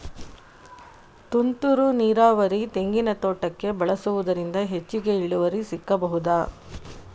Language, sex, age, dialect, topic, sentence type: Kannada, female, 18-24, Coastal/Dakshin, agriculture, question